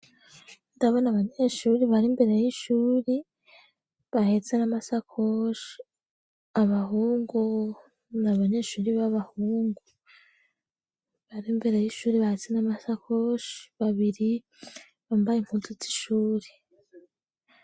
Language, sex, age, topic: Rundi, female, 18-24, education